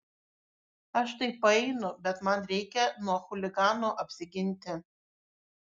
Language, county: Lithuanian, Šiauliai